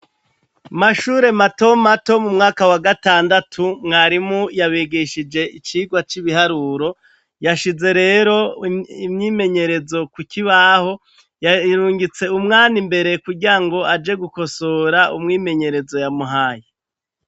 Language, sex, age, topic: Rundi, male, 36-49, education